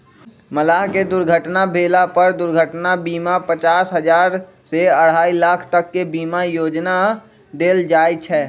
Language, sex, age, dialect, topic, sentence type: Magahi, male, 18-24, Western, agriculture, statement